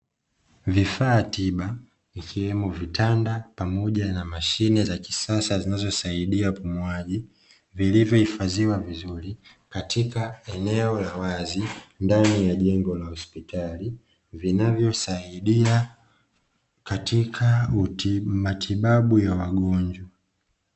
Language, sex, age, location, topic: Swahili, male, 25-35, Dar es Salaam, health